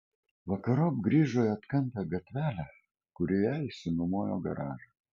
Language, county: Lithuanian, Kaunas